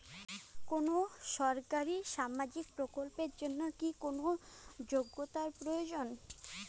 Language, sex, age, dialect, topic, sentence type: Bengali, female, 25-30, Rajbangshi, banking, question